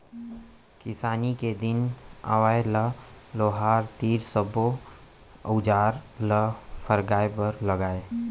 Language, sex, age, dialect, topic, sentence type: Chhattisgarhi, male, 25-30, Central, agriculture, statement